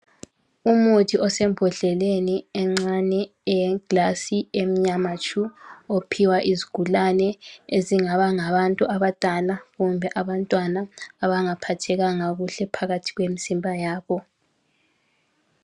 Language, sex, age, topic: North Ndebele, female, 18-24, health